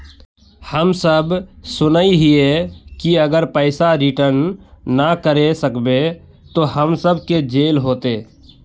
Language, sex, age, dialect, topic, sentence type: Magahi, male, 18-24, Northeastern/Surjapuri, banking, question